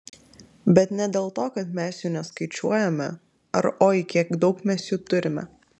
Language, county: Lithuanian, Klaipėda